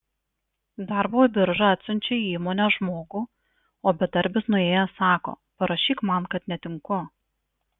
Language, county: Lithuanian, Marijampolė